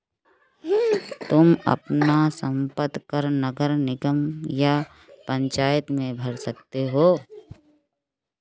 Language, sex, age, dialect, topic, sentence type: Hindi, female, 18-24, Kanauji Braj Bhasha, banking, statement